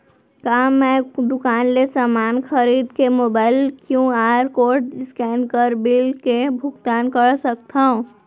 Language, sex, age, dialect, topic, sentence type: Chhattisgarhi, female, 18-24, Central, banking, question